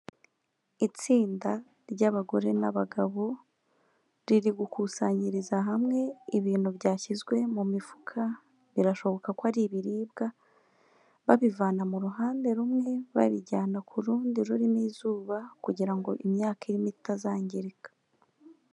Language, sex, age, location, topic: Kinyarwanda, female, 25-35, Kigali, health